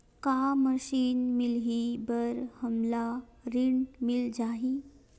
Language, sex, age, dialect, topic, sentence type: Chhattisgarhi, female, 25-30, Western/Budati/Khatahi, agriculture, question